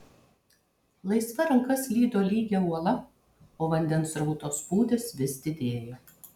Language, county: Lithuanian, Kaunas